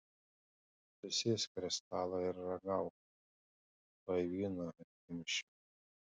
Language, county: Lithuanian, Panevėžys